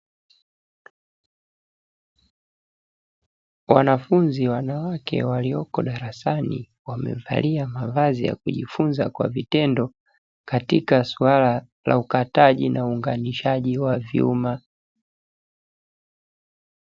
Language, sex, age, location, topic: Swahili, male, 18-24, Dar es Salaam, education